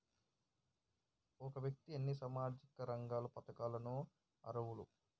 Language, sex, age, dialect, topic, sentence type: Telugu, male, 18-24, Telangana, banking, question